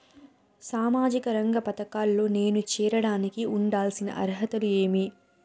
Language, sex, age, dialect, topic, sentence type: Telugu, female, 56-60, Southern, banking, question